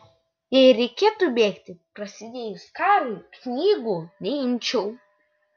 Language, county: Lithuanian, Utena